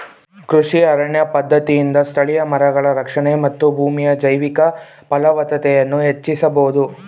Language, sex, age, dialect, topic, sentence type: Kannada, male, 18-24, Mysore Kannada, agriculture, statement